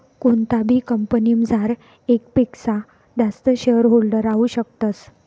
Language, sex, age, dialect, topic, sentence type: Marathi, female, 56-60, Northern Konkan, banking, statement